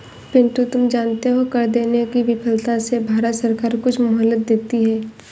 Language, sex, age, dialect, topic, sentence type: Hindi, female, 25-30, Awadhi Bundeli, banking, statement